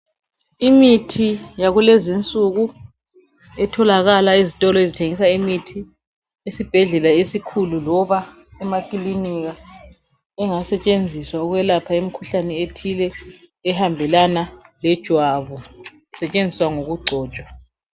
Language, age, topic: North Ndebele, 36-49, health